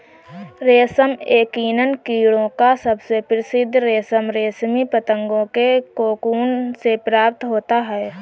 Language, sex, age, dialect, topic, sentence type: Hindi, female, 31-35, Marwari Dhudhari, agriculture, statement